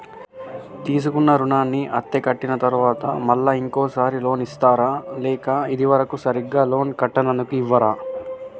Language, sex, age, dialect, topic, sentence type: Telugu, male, 18-24, Telangana, banking, question